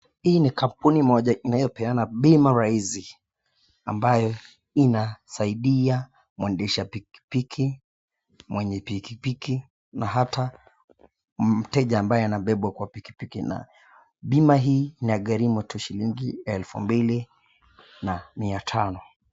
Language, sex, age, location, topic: Swahili, male, 25-35, Nakuru, finance